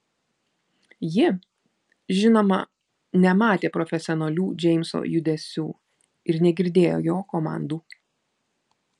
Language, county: Lithuanian, Vilnius